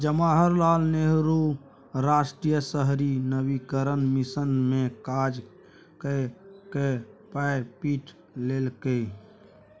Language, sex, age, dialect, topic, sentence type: Maithili, male, 41-45, Bajjika, banking, statement